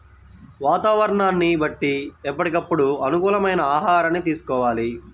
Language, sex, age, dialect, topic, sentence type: Telugu, male, 18-24, Central/Coastal, agriculture, statement